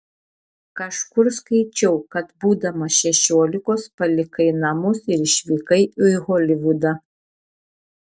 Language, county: Lithuanian, Šiauliai